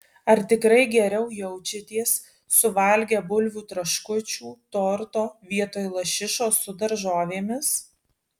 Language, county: Lithuanian, Alytus